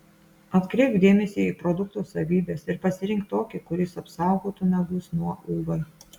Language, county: Lithuanian, Klaipėda